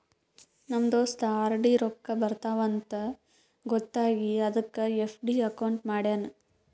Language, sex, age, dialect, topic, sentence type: Kannada, female, 18-24, Northeastern, banking, statement